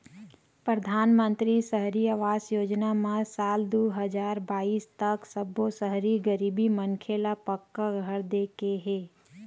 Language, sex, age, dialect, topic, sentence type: Chhattisgarhi, female, 31-35, Western/Budati/Khatahi, banking, statement